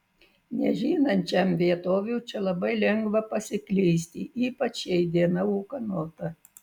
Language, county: Lithuanian, Vilnius